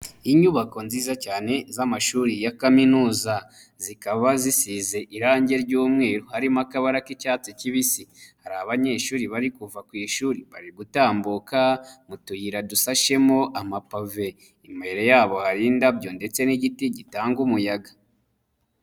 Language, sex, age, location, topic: Kinyarwanda, male, 25-35, Nyagatare, education